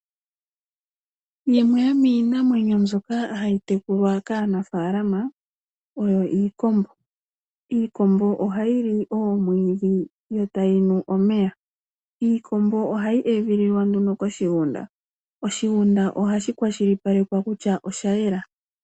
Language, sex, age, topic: Oshiwambo, female, 18-24, agriculture